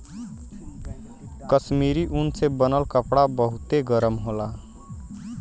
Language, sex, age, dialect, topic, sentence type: Bhojpuri, male, 18-24, Western, agriculture, statement